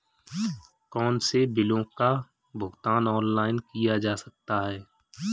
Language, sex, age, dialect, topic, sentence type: Hindi, male, 36-40, Marwari Dhudhari, banking, question